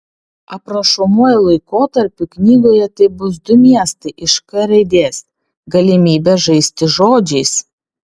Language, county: Lithuanian, Vilnius